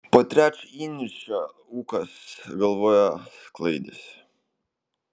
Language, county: Lithuanian, Kaunas